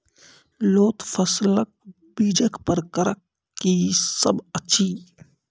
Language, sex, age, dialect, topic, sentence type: Maithili, male, 25-30, Angika, agriculture, question